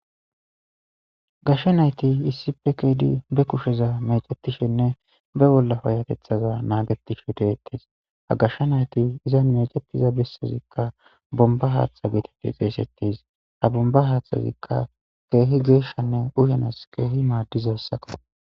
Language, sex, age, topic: Gamo, male, 25-35, government